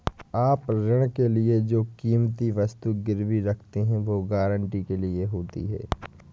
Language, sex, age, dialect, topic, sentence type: Hindi, male, 18-24, Awadhi Bundeli, banking, statement